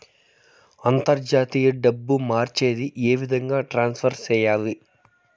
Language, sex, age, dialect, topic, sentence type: Telugu, male, 31-35, Southern, banking, question